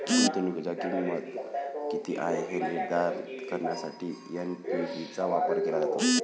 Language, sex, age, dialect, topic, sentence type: Marathi, male, 25-30, Varhadi, banking, statement